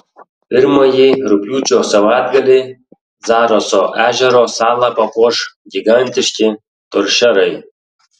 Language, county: Lithuanian, Tauragė